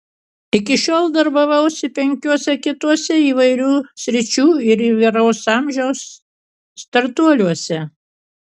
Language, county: Lithuanian, Kaunas